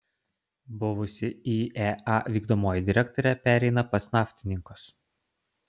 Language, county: Lithuanian, Klaipėda